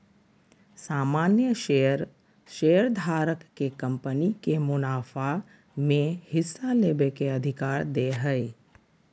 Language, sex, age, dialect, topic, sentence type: Magahi, female, 51-55, Southern, banking, statement